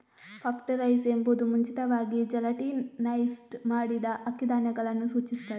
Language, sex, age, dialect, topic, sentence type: Kannada, female, 18-24, Coastal/Dakshin, agriculture, statement